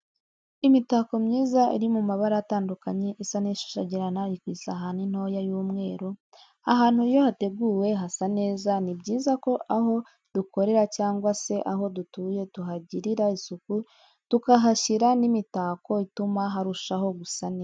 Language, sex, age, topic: Kinyarwanda, female, 25-35, education